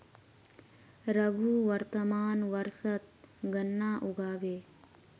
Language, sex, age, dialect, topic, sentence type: Magahi, female, 18-24, Northeastern/Surjapuri, agriculture, statement